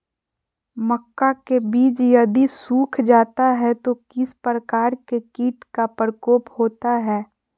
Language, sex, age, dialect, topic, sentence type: Magahi, female, 41-45, Southern, agriculture, question